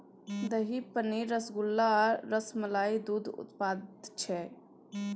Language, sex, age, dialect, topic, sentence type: Maithili, female, 18-24, Bajjika, agriculture, statement